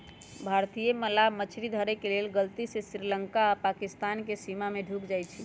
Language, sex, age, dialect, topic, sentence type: Magahi, female, 25-30, Western, agriculture, statement